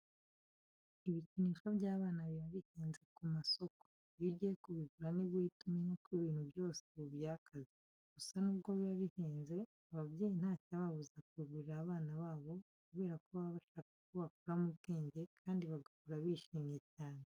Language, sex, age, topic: Kinyarwanda, female, 25-35, education